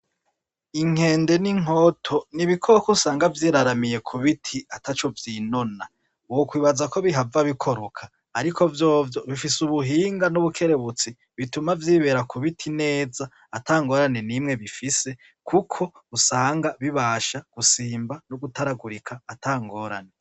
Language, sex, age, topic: Rundi, male, 36-49, agriculture